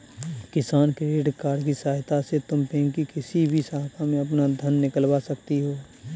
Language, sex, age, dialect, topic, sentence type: Hindi, male, 31-35, Kanauji Braj Bhasha, agriculture, statement